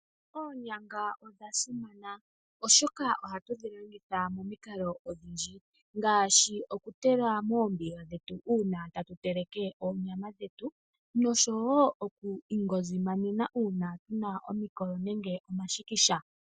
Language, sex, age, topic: Oshiwambo, male, 25-35, agriculture